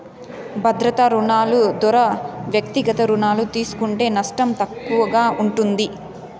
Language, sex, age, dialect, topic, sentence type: Telugu, female, 18-24, Southern, banking, statement